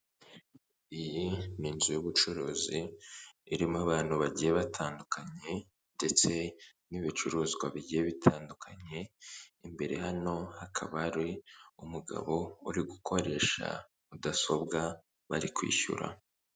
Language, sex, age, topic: Kinyarwanda, male, 18-24, finance